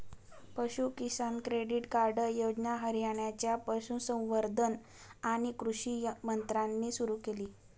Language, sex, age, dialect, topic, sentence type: Marathi, female, 18-24, Northern Konkan, agriculture, statement